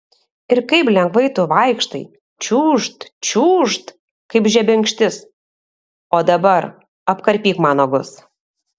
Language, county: Lithuanian, Alytus